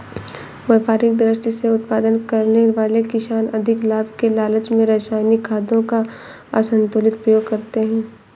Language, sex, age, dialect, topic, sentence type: Hindi, female, 18-24, Awadhi Bundeli, agriculture, statement